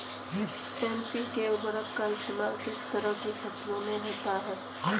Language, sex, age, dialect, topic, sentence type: Hindi, female, 25-30, Kanauji Braj Bhasha, agriculture, statement